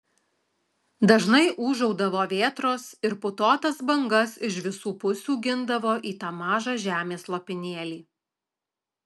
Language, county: Lithuanian, Alytus